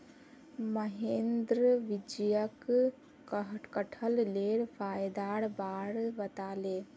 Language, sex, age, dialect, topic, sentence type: Magahi, female, 18-24, Northeastern/Surjapuri, agriculture, statement